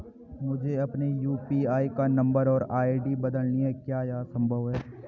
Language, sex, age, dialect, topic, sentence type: Hindi, male, 18-24, Garhwali, banking, question